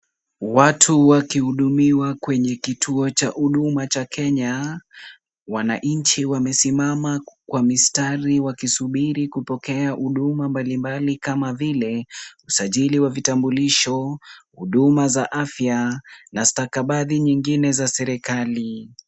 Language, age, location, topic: Swahili, 18-24, Kisumu, government